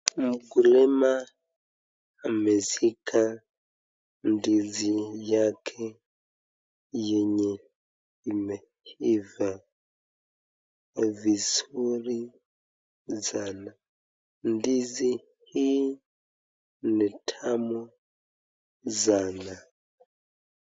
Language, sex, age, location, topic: Swahili, male, 25-35, Nakuru, agriculture